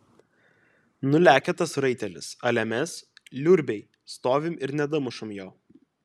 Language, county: Lithuanian, Kaunas